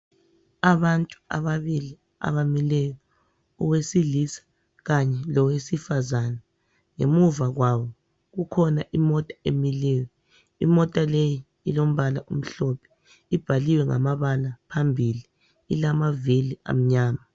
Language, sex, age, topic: North Ndebele, female, 25-35, health